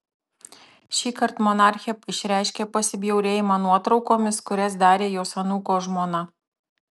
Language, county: Lithuanian, Tauragė